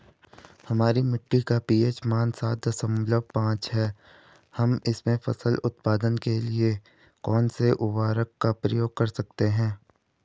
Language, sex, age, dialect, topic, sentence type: Hindi, female, 18-24, Garhwali, agriculture, question